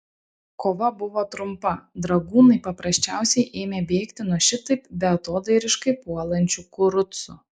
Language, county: Lithuanian, Šiauliai